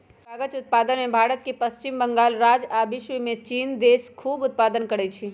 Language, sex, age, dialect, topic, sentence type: Magahi, female, 18-24, Western, agriculture, statement